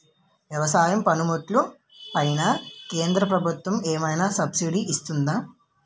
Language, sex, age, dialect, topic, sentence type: Telugu, male, 18-24, Utterandhra, agriculture, question